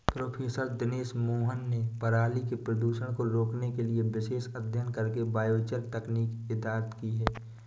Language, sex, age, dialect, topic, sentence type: Hindi, male, 18-24, Awadhi Bundeli, agriculture, statement